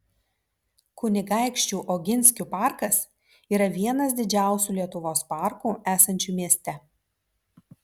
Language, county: Lithuanian, Vilnius